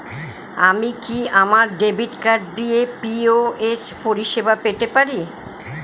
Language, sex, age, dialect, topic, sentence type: Bengali, female, 60-100, Northern/Varendri, banking, question